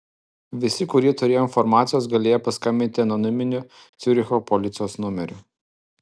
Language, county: Lithuanian, Alytus